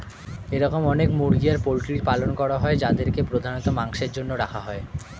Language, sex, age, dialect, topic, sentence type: Bengali, male, 18-24, Standard Colloquial, agriculture, statement